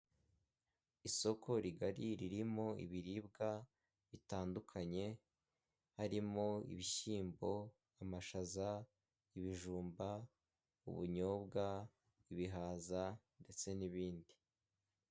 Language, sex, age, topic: Kinyarwanda, male, 18-24, finance